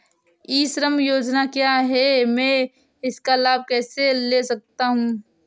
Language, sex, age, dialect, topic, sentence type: Hindi, female, 18-24, Awadhi Bundeli, banking, question